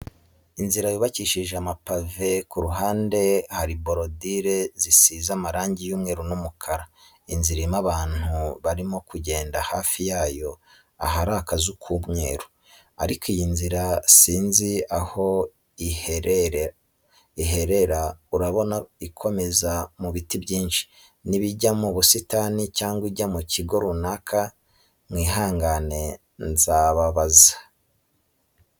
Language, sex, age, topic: Kinyarwanda, male, 25-35, education